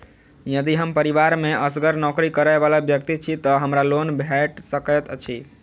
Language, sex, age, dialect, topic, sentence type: Maithili, male, 18-24, Southern/Standard, banking, question